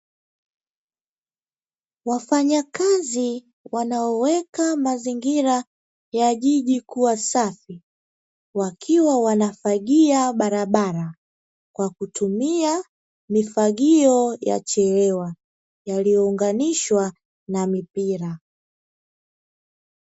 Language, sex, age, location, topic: Swahili, female, 18-24, Dar es Salaam, government